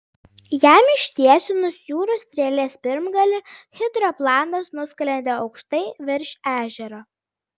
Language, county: Lithuanian, Klaipėda